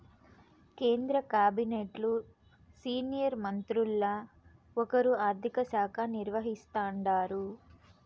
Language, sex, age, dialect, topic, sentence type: Telugu, female, 25-30, Southern, banking, statement